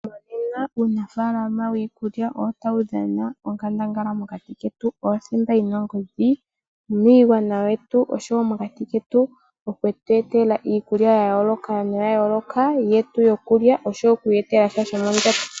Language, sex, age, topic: Oshiwambo, female, 18-24, agriculture